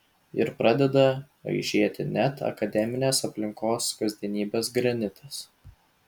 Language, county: Lithuanian, Vilnius